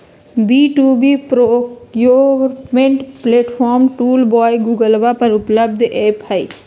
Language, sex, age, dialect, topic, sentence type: Magahi, female, 31-35, Western, agriculture, statement